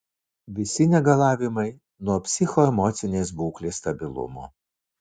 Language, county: Lithuanian, Vilnius